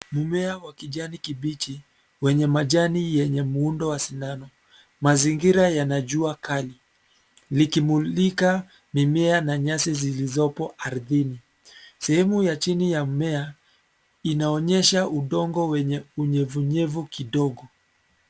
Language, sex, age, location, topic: Swahili, male, 25-35, Nairobi, health